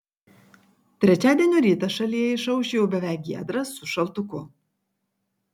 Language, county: Lithuanian, Kaunas